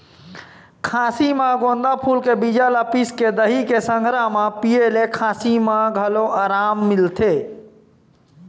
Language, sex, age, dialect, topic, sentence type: Chhattisgarhi, male, 25-30, Western/Budati/Khatahi, agriculture, statement